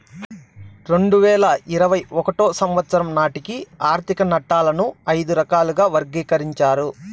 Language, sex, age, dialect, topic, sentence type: Telugu, male, 31-35, Southern, banking, statement